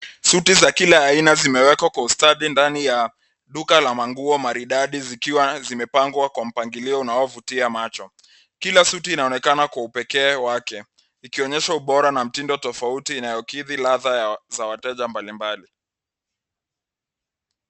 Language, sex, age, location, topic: Swahili, male, 25-35, Nairobi, finance